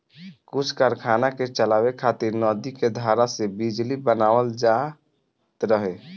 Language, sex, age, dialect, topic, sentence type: Bhojpuri, male, 18-24, Southern / Standard, agriculture, statement